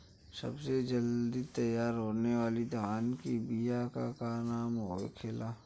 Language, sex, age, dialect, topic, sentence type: Bhojpuri, male, 25-30, Western, agriculture, question